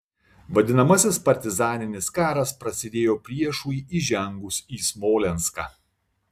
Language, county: Lithuanian, Šiauliai